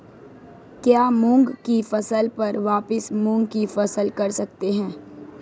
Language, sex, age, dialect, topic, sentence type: Hindi, female, 18-24, Marwari Dhudhari, agriculture, question